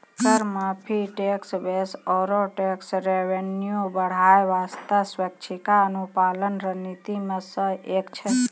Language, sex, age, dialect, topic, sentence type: Maithili, female, 36-40, Angika, banking, statement